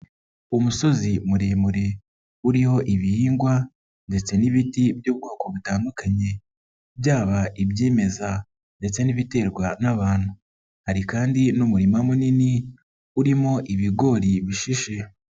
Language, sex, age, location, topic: Kinyarwanda, male, 36-49, Nyagatare, agriculture